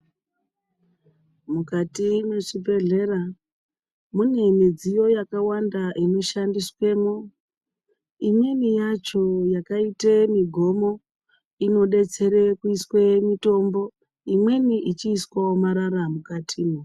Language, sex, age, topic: Ndau, male, 36-49, health